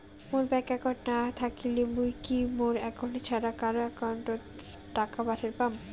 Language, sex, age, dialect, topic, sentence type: Bengali, female, 18-24, Rajbangshi, banking, question